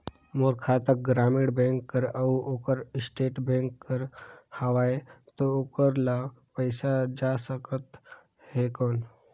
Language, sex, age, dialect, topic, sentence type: Chhattisgarhi, male, 18-24, Northern/Bhandar, banking, question